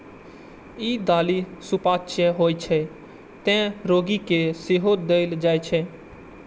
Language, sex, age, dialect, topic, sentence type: Maithili, male, 18-24, Eastern / Thethi, agriculture, statement